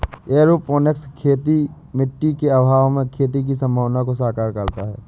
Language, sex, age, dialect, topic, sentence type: Hindi, male, 18-24, Awadhi Bundeli, agriculture, statement